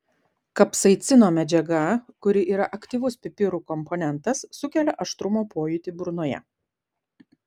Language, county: Lithuanian, Vilnius